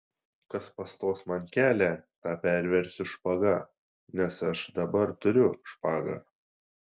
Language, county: Lithuanian, Šiauliai